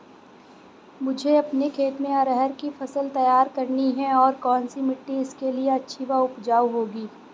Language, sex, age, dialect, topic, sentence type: Hindi, female, 25-30, Awadhi Bundeli, agriculture, question